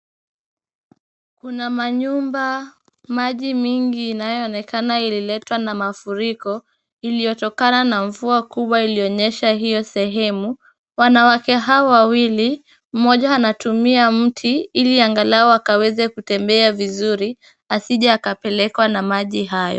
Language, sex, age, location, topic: Swahili, female, 25-35, Kisumu, health